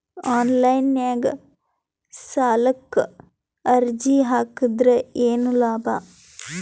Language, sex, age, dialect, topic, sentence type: Kannada, female, 18-24, Northeastern, banking, question